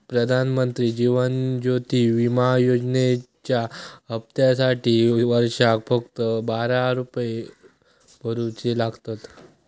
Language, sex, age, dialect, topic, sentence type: Marathi, male, 25-30, Southern Konkan, banking, statement